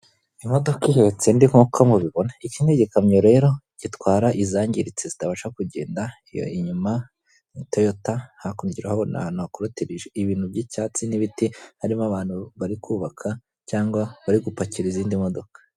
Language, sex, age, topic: Kinyarwanda, female, 18-24, government